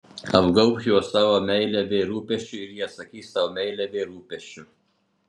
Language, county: Lithuanian, Utena